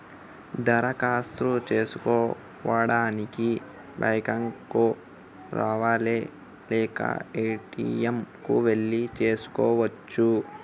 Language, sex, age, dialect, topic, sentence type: Telugu, male, 18-24, Telangana, banking, question